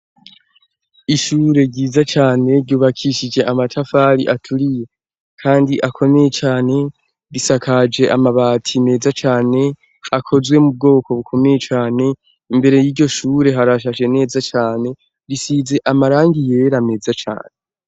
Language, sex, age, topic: Rundi, male, 18-24, education